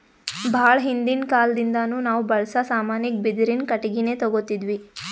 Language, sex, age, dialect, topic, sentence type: Kannada, female, 18-24, Northeastern, agriculture, statement